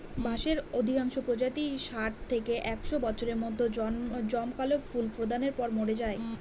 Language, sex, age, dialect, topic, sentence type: Bengali, female, 18-24, Northern/Varendri, agriculture, statement